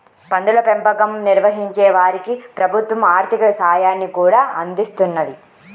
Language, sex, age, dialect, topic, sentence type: Telugu, female, 18-24, Central/Coastal, agriculture, statement